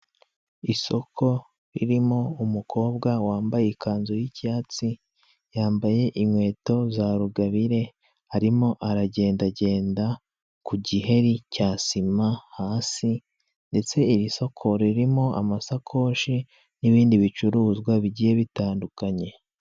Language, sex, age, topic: Kinyarwanda, male, 25-35, finance